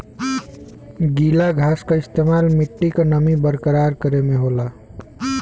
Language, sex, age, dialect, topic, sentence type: Bhojpuri, male, 18-24, Western, agriculture, statement